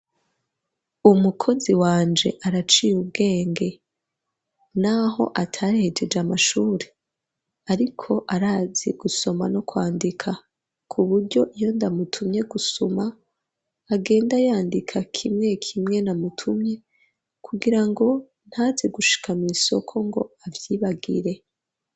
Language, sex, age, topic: Rundi, female, 25-35, education